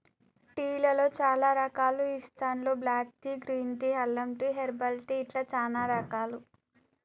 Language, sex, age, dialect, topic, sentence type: Telugu, female, 18-24, Telangana, agriculture, statement